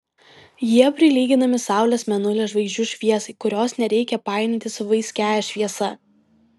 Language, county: Lithuanian, Vilnius